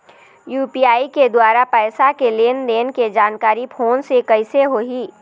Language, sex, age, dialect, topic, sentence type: Chhattisgarhi, female, 51-55, Eastern, banking, question